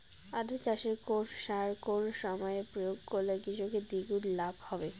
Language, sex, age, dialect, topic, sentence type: Bengali, female, 18-24, Rajbangshi, agriculture, question